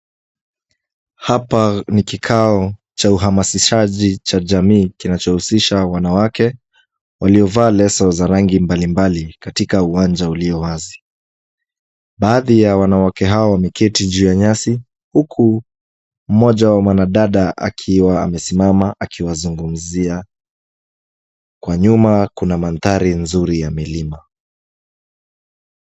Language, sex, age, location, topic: Swahili, male, 25-35, Kisumu, health